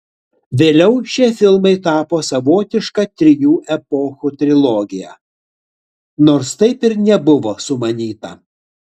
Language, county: Lithuanian, Utena